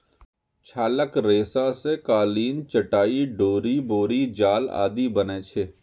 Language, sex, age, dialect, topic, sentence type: Maithili, male, 31-35, Eastern / Thethi, agriculture, statement